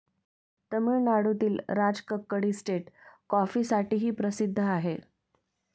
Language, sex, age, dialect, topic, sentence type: Marathi, female, 25-30, Standard Marathi, agriculture, statement